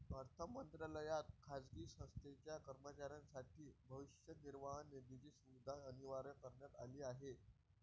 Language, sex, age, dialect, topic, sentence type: Marathi, male, 18-24, Varhadi, banking, statement